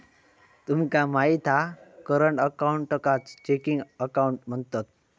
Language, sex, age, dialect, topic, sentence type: Marathi, male, 18-24, Southern Konkan, banking, statement